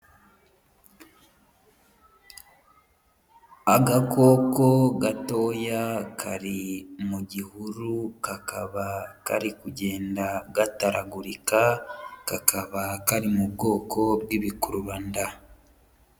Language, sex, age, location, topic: Kinyarwanda, female, 36-49, Huye, agriculture